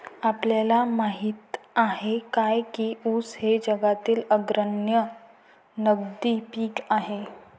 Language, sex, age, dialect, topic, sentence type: Marathi, female, 18-24, Varhadi, agriculture, statement